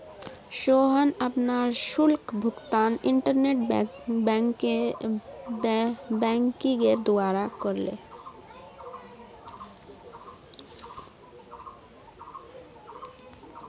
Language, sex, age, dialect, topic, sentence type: Magahi, female, 25-30, Northeastern/Surjapuri, banking, statement